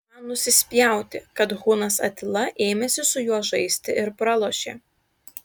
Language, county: Lithuanian, Klaipėda